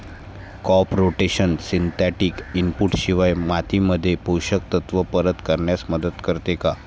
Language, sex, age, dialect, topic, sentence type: Marathi, male, 25-30, Standard Marathi, agriculture, question